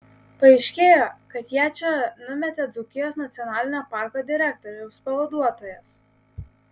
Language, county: Lithuanian, Kaunas